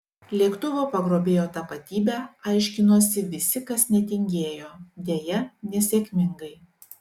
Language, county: Lithuanian, Šiauliai